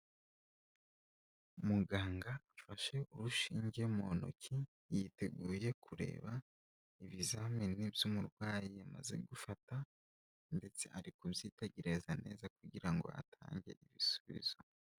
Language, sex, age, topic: Kinyarwanda, male, 18-24, health